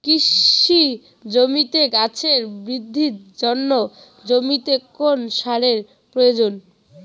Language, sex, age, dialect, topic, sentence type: Bengali, female, 18-24, Rajbangshi, agriculture, question